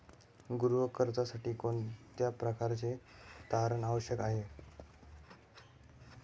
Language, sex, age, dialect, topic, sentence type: Marathi, male, 18-24, Standard Marathi, banking, question